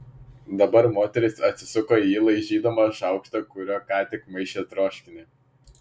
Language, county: Lithuanian, Šiauliai